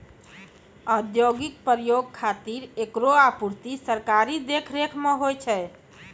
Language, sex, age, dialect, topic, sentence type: Maithili, female, 36-40, Angika, agriculture, statement